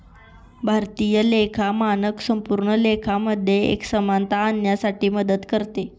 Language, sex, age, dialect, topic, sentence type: Marathi, female, 18-24, Northern Konkan, banking, statement